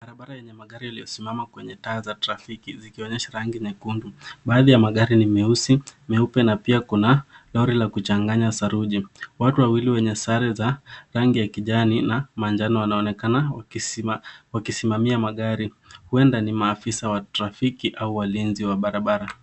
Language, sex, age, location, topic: Swahili, male, 18-24, Nairobi, government